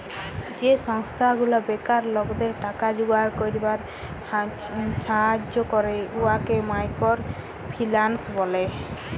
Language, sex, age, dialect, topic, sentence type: Bengali, female, 25-30, Jharkhandi, banking, statement